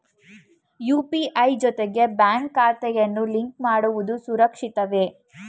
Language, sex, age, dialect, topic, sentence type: Kannada, female, 18-24, Mysore Kannada, banking, question